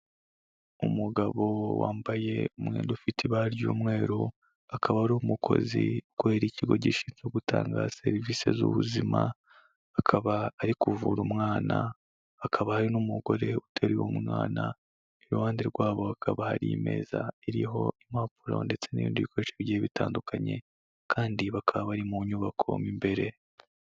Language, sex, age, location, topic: Kinyarwanda, male, 25-35, Kigali, health